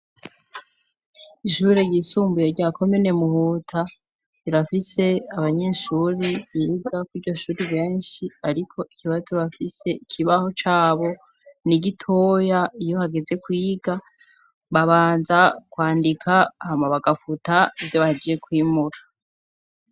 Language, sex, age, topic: Rundi, female, 25-35, education